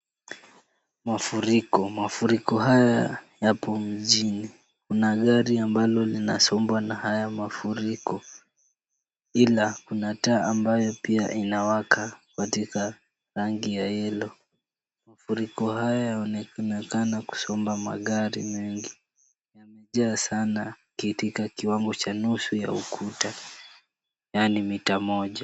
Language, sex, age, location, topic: Swahili, male, 18-24, Kisumu, health